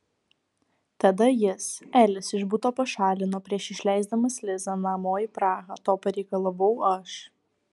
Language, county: Lithuanian, Alytus